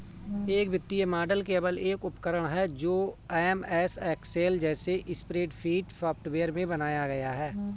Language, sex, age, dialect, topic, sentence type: Hindi, male, 41-45, Kanauji Braj Bhasha, banking, statement